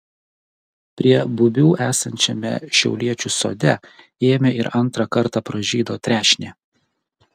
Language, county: Lithuanian, Kaunas